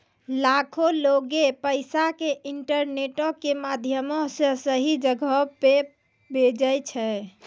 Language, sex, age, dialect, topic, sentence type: Maithili, female, 18-24, Angika, banking, statement